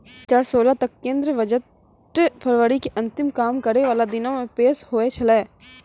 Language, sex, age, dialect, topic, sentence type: Maithili, female, 18-24, Angika, banking, statement